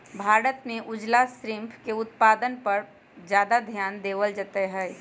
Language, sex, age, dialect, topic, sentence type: Magahi, female, 56-60, Western, agriculture, statement